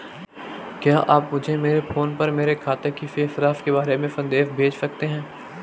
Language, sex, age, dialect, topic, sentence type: Hindi, male, 18-24, Marwari Dhudhari, banking, question